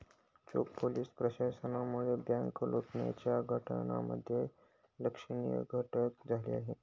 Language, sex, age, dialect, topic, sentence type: Marathi, male, 18-24, Northern Konkan, banking, statement